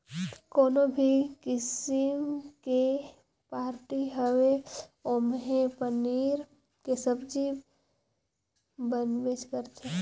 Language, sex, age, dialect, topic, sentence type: Chhattisgarhi, female, 18-24, Northern/Bhandar, agriculture, statement